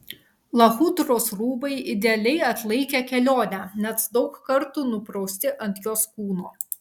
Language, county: Lithuanian, Vilnius